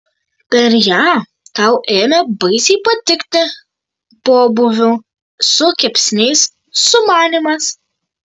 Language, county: Lithuanian, Kaunas